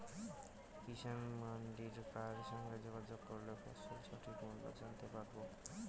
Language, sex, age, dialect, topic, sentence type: Bengali, male, 18-24, Rajbangshi, agriculture, question